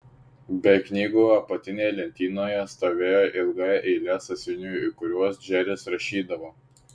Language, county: Lithuanian, Šiauliai